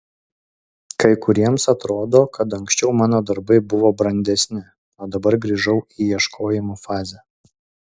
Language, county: Lithuanian, Utena